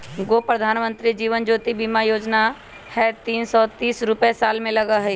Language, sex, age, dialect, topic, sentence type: Magahi, female, 25-30, Western, banking, question